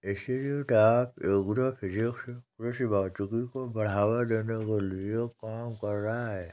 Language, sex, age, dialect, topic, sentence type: Hindi, male, 60-100, Kanauji Braj Bhasha, agriculture, statement